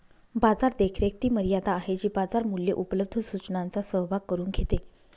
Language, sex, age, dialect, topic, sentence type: Marathi, female, 25-30, Northern Konkan, banking, statement